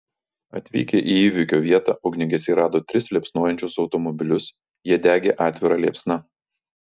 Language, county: Lithuanian, Vilnius